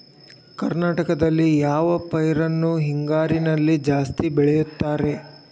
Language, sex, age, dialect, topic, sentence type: Kannada, male, 18-24, Dharwad Kannada, agriculture, question